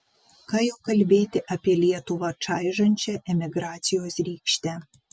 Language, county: Lithuanian, Vilnius